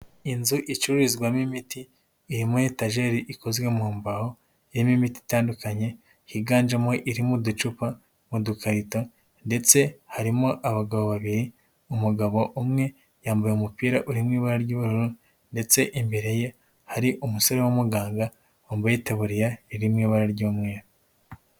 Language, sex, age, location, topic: Kinyarwanda, male, 18-24, Nyagatare, health